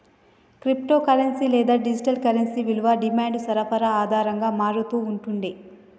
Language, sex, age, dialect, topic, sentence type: Telugu, female, 25-30, Telangana, banking, statement